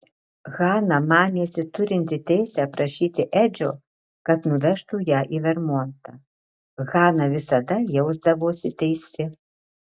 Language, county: Lithuanian, Marijampolė